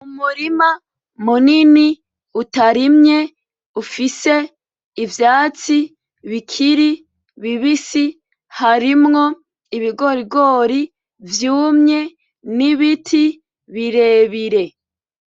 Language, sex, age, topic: Rundi, female, 25-35, agriculture